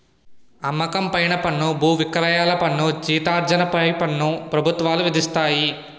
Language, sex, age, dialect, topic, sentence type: Telugu, male, 18-24, Utterandhra, banking, statement